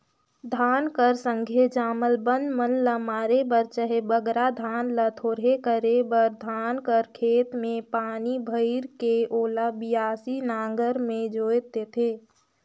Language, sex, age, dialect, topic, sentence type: Chhattisgarhi, female, 18-24, Northern/Bhandar, agriculture, statement